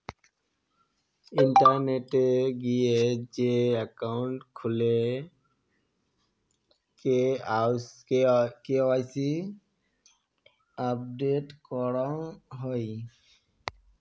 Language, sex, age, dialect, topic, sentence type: Bengali, male, 60-100, Rajbangshi, banking, statement